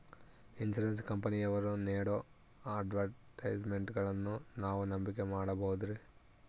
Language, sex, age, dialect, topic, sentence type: Kannada, male, 25-30, Central, banking, question